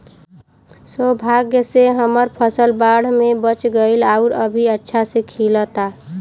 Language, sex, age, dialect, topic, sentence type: Bhojpuri, female, 25-30, Southern / Standard, agriculture, question